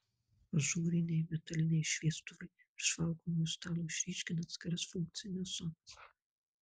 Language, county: Lithuanian, Kaunas